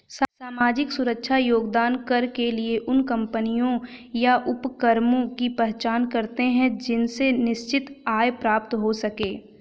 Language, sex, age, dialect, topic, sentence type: Hindi, female, 25-30, Hindustani Malvi Khadi Boli, banking, statement